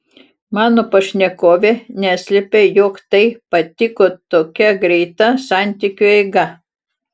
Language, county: Lithuanian, Utena